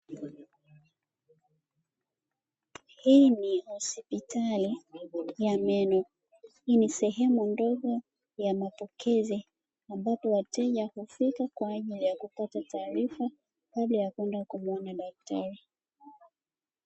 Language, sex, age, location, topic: Swahili, female, 25-35, Dar es Salaam, health